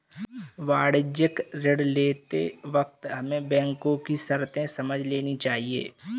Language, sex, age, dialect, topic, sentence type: Hindi, male, 18-24, Kanauji Braj Bhasha, banking, statement